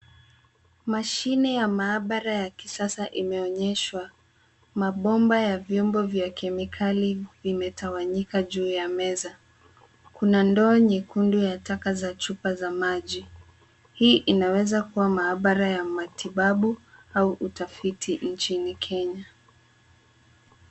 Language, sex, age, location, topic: Swahili, female, 18-24, Nairobi, health